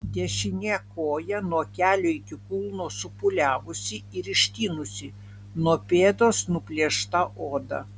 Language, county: Lithuanian, Vilnius